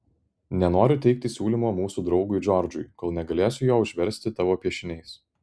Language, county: Lithuanian, Vilnius